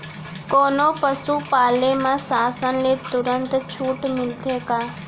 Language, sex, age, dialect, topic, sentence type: Chhattisgarhi, female, 36-40, Central, agriculture, question